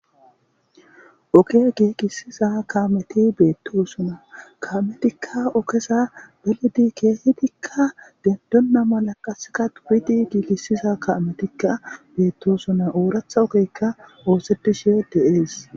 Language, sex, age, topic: Gamo, male, 18-24, government